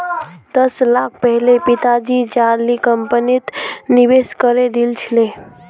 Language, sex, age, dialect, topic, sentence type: Magahi, female, 18-24, Northeastern/Surjapuri, banking, statement